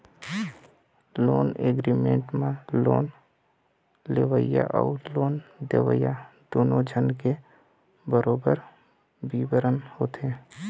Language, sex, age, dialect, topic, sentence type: Chhattisgarhi, male, 25-30, Eastern, banking, statement